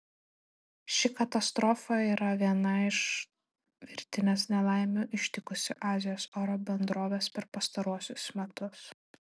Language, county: Lithuanian, Telšiai